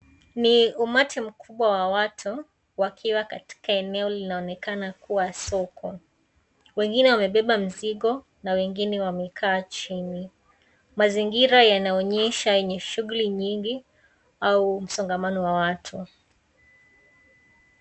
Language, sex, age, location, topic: Swahili, female, 18-24, Kisii, finance